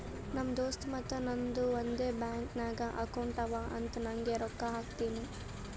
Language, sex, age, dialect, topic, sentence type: Kannada, male, 18-24, Northeastern, banking, statement